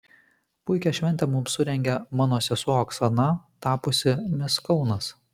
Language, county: Lithuanian, Kaunas